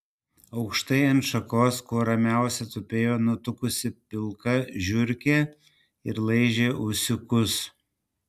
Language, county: Lithuanian, Panevėžys